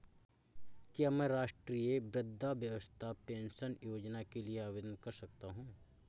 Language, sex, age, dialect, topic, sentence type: Hindi, male, 25-30, Awadhi Bundeli, banking, question